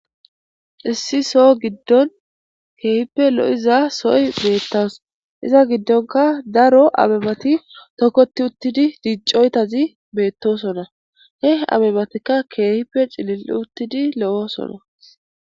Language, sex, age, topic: Gamo, female, 25-35, government